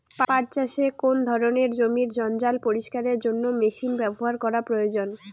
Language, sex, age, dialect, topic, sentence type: Bengali, female, 18-24, Rajbangshi, agriculture, question